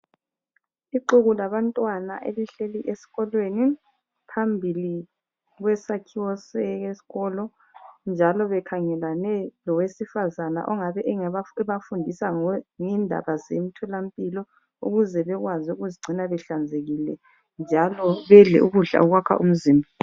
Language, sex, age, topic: North Ndebele, female, 25-35, education